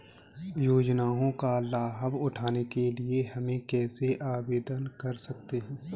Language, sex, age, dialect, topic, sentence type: Hindi, male, 31-35, Kanauji Braj Bhasha, banking, question